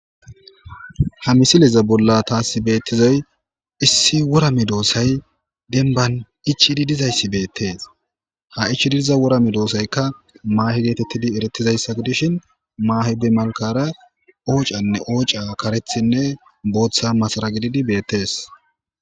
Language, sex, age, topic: Gamo, male, 25-35, agriculture